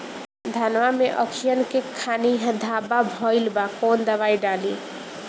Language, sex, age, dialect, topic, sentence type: Bhojpuri, female, 18-24, Northern, agriculture, question